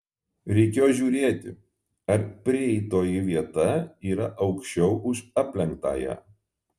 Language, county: Lithuanian, Alytus